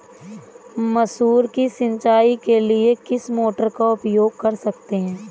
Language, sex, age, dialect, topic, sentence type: Hindi, female, 18-24, Awadhi Bundeli, agriculture, question